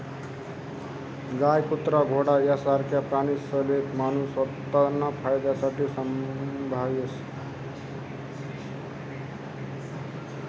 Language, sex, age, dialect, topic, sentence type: Marathi, male, 25-30, Northern Konkan, agriculture, statement